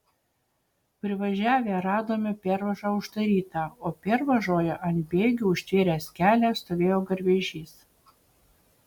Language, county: Lithuanian, Utena